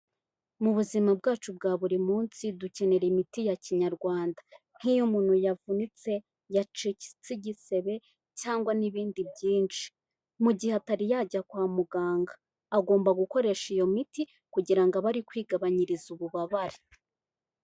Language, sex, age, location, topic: Kinyarwanda, female, 18-24, Kigali, health